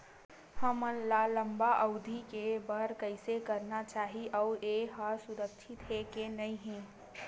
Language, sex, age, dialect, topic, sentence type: Chhattisgarhi, female, 18-24, Western/Budati/Khatahi, banking, question